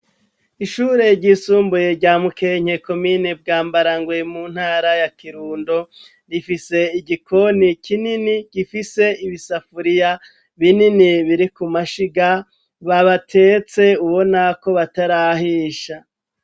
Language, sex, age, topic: Rundi, male, 36-49, education